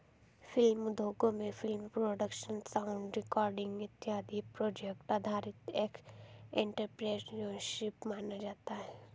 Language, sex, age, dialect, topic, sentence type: Hindi, female, 18-24, Hindustani Malvi Khadi Boli, banking, statement